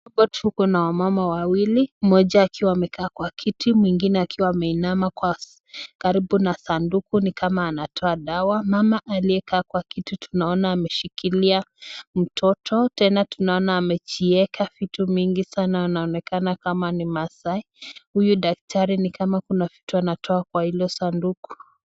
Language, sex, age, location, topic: Swahili, female, 18-24, Nakuru, health